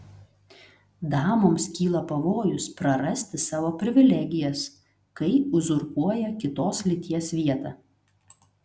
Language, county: Lithuanian, Telšiai